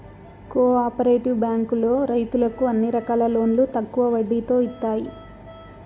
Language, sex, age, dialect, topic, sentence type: Telugu, female, 18-24, Southern, banking, statement